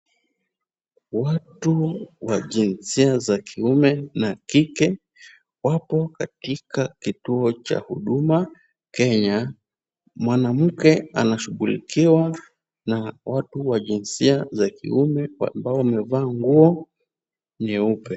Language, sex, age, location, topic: Swahili, male, 18-24, Kisumu, government